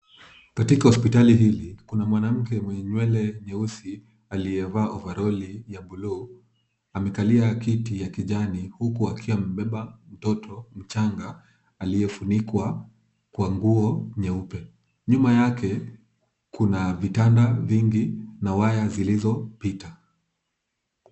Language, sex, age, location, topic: Swahili, male, 25-35, Kisumu, health